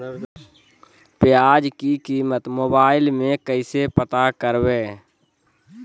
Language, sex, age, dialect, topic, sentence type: Magahi, male, 25-30, Southern, agriculture, question